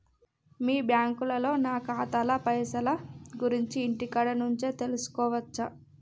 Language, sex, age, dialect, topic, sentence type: Telugu, female, 25-30, Telangana, banking, question